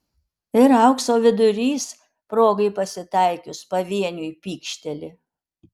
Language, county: Lithuanian, Alytus